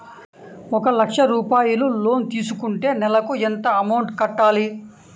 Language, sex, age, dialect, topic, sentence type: Telugu, male, 18-24, Central/Coastal, banking, question